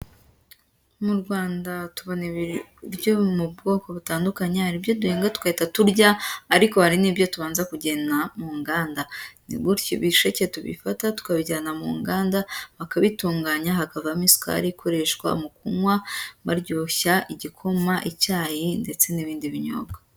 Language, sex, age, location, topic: Kinyarwanda, female, 18-24, Huye, agriculture